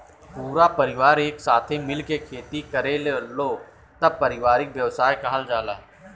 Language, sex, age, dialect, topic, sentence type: Bhojpuri, male, 31-35, Southern / Standard, agriculture, statement